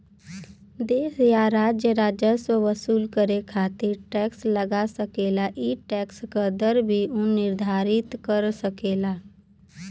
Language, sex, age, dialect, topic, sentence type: Bhojpuri, female, 18-24, Western, banking, statement